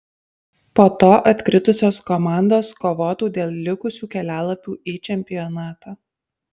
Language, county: Lithuanian, Alytus